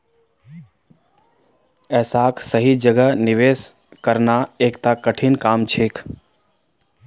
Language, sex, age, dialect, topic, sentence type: Magahi, male, 31-35, Northeastern/Surjapuri, banking, statement